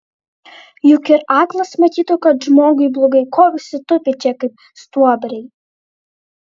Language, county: Lithuanian, Vilnius